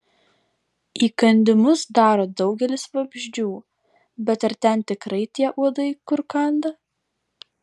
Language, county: Lithuanian, Vilnius